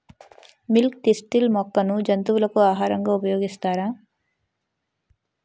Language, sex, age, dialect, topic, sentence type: Telugu, female, 25-30, Utterandhra, agriculture, question